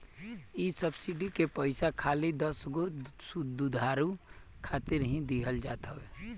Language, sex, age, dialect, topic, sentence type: Bhojpuri, male, 18-24, Northern, agriculture, statement